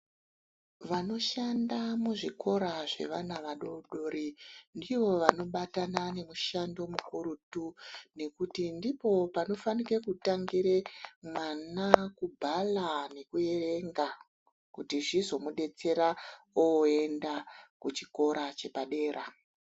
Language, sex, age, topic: Ndau, female, 36-49, education